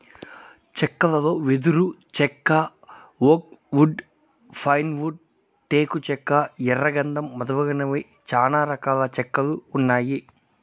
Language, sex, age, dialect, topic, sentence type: Telugu, male, 31-35, Southern, agriculture, statement